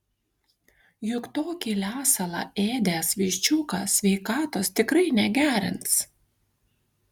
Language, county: Lithuanian, Kaunas